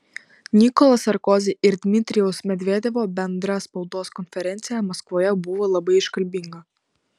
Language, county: Lithuanian, Vilnius